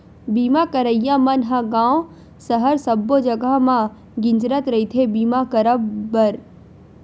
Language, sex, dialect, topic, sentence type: Chhattisgarhi, female, Western/Budati/Khatahi, banking, statement